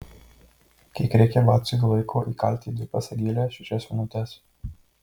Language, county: Lithuanian, Marijampolė